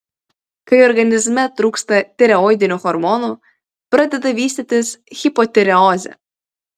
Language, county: Lithuanian, Vilnius